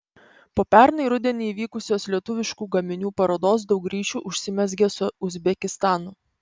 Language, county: Lithuanian, Panevėžys